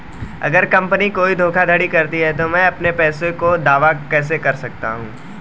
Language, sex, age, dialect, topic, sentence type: Hindi, male, 18-24, Marwari Dhudhari, banking, question